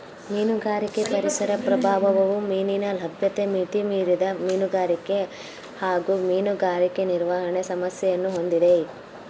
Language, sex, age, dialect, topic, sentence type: Kannada, female, 18-24, Mysore Kannada, agriculture, statement